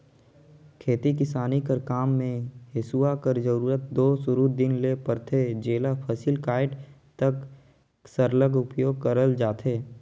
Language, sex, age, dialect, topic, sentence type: Chhattisgarhi, male, 18-24, Northern/Bhandar, agriculture, statement